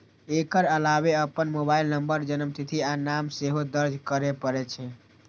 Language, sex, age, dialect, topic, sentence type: Maithili, male, 18-24, Eastern / Thethi, banking, statement